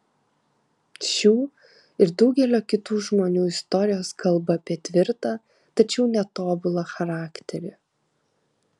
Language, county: Lithuanian, Kaunas